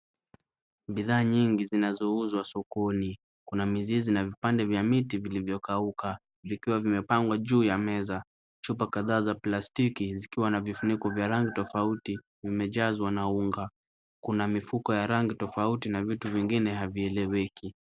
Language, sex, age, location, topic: Swahili, male, 36-49, Kisumu, health